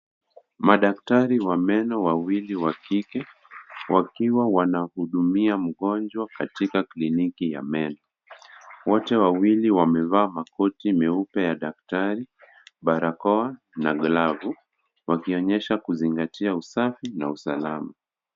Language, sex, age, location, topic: Swahili, male, 50+, Kisumu, health